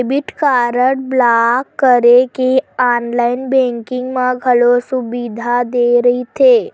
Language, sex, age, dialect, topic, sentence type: Chhattisgarhi, female, 25-30, Western/Budati/Khatahi, banking, statement